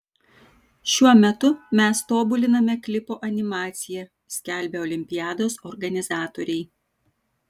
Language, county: Lithuanian, Vilnius